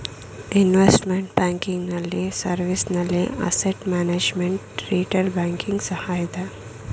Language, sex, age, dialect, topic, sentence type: Kannada, female, 56-60, Mysore Kannada, banking, statement